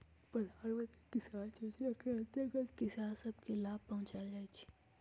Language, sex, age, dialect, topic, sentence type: Magahi, male, 41-45, Western, agriculture, statement